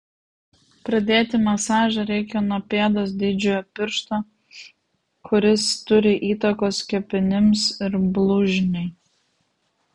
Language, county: Lithuanian, Vilnius